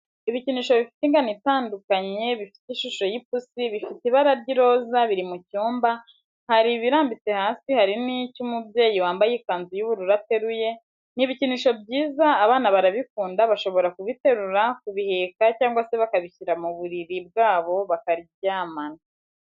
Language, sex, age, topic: Kinyarwanda, female, 18-24, education